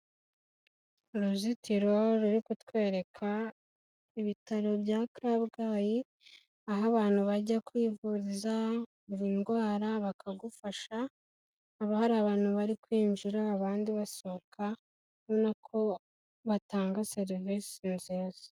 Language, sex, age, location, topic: Kinyarwanda, female, 18-24, Kigali, health